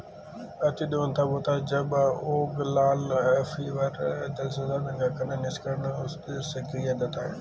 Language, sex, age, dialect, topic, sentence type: Hindi, male, 18-24, Marwari Dhudhari, agriculture, statement